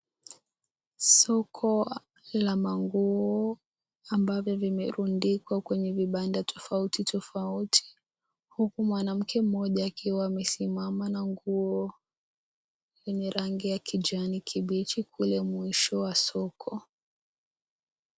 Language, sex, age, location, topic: Swahili, female, 18-24, Kisii, finance